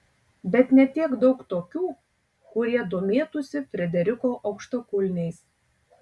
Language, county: Lithuanian, Tauragė